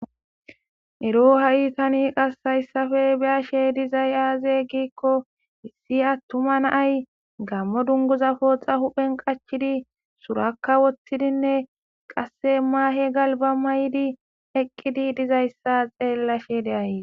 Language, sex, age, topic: Gamo, female, 18-24, government